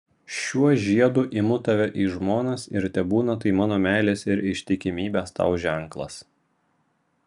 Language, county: Lithuanian, Vilnius